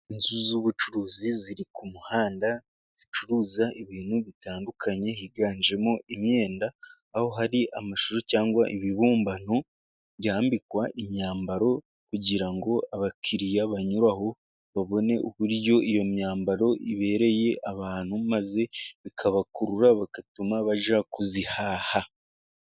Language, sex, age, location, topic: Kinyarwanda, male, 18-24, Musanze, finance